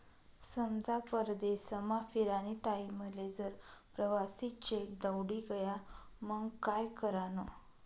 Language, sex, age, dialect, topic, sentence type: Marathi, female, 31-35, Northern Konkan, banking, statement